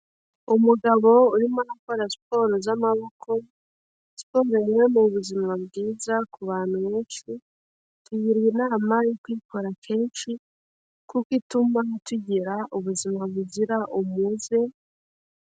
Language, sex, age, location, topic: Kinyarwanda, female, 18-24, Kigali, health